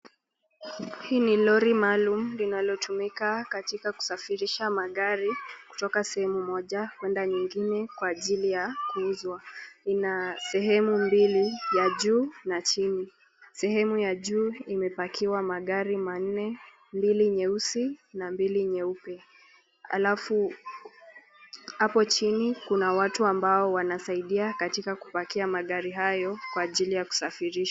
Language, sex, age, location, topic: Swahili, female, 18-24, Nakuru, finance